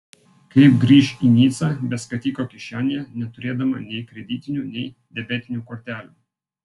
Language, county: Lithuanian, Vilnius